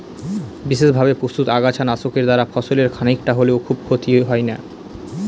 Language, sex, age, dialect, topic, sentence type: Bengali, male, 18-24, Northern/Varendri, agriculture, statement